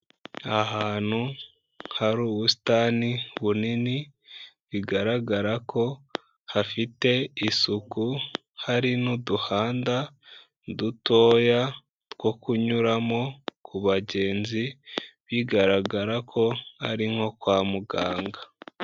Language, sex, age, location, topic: Kinyarwanda, male, 18-24, Kigali, health